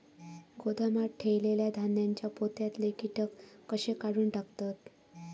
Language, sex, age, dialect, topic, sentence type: Marathi, female, 41-45, Southern Konkan, agriculture, question